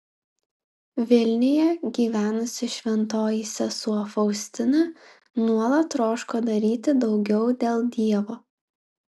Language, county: Lithuanian, Klaipėda